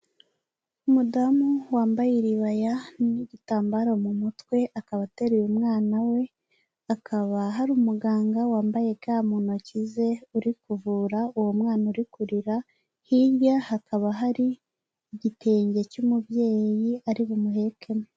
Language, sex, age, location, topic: Kinyarwanda, female, 18-24, Kigali, health